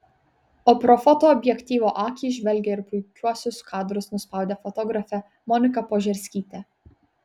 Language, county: Lithuanian, Kaunas